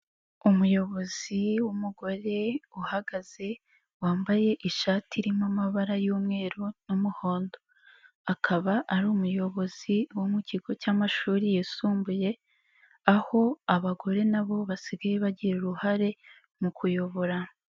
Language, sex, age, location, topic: Kinyarwanda, female, 18-24, Nyagatare, education